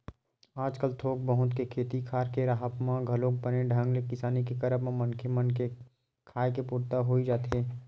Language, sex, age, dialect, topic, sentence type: Chhattisgarhi, male, 18-24, Western/Budati/Khatahi, agriculture, statement